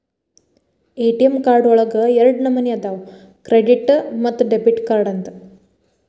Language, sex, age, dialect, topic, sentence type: Kannada, female, 18-24, Dharwad Kannada, banking, statement